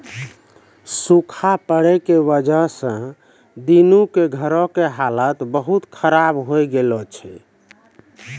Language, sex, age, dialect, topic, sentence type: Maithili, male, 41-45, Angika, agriculture, statement